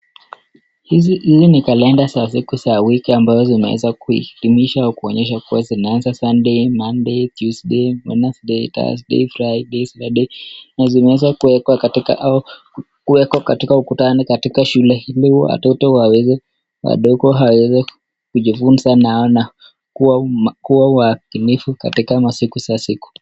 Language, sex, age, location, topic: Swahili, male, 36-49, Nakuru, education